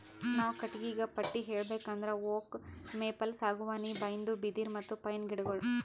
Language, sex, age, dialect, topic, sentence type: Kannada, male, 25-30, Northeastern, agriculture, statement